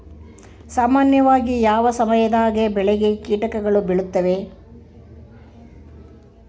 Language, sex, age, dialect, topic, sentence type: Kannada, female, 18-24, Central, agriculture, question